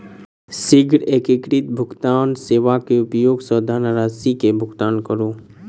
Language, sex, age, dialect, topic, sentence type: Maithili, male, 25-30, Southern/Standard, banking, statement